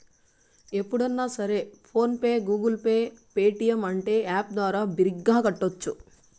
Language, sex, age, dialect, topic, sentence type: Telugu, female, 31-35, Southern, banking, statement